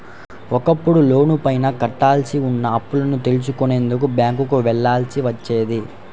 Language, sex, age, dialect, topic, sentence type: Telugu, male, 51-55, Central/Coastal, banking, statement